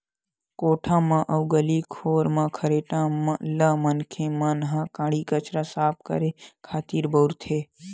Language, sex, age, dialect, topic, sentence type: Chhattisgarhi, male, 41-45, Western/Budati/Khatahi, agriculture, statement